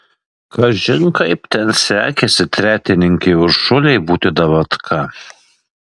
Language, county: Lithuanian, Alytus